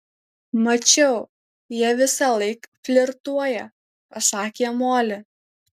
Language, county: Lithuanian, Alytus